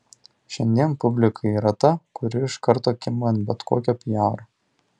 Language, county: Lithuanian, Tauragė